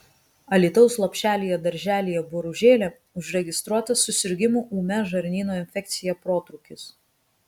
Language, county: Lithuanian, Kaunas